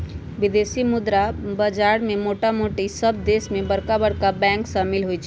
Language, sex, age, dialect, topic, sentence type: Magahi, male, 18-24, Western, banking, statement